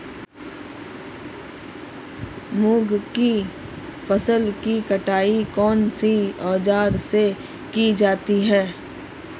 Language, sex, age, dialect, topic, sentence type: Hindi, female, 36-40, Marwari Dhudhari, agriculture, question